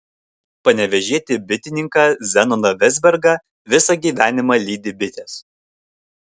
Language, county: Lithuanian, Kaunas